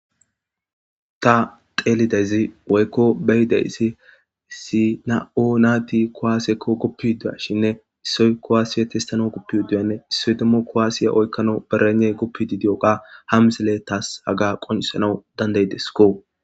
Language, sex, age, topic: Gamo, female, 18-24, government